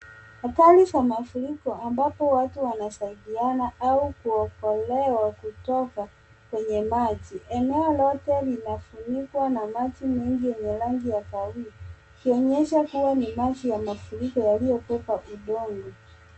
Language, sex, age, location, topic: Swahili, male, 25-35, Nairobi, health